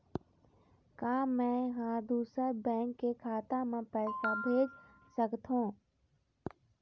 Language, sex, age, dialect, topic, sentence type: Chhattisgarhi, female, 60-100, Eastern, banking, statement